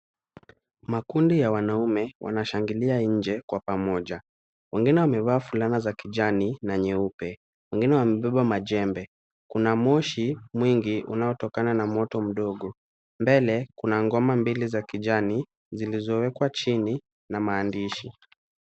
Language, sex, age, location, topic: Swahili, male, 36-49, Kisumu, government